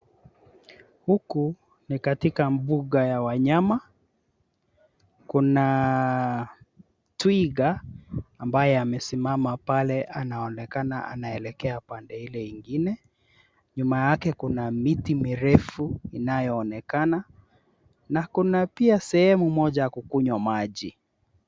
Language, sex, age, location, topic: Swahili, male, 36-49, Nairobi, government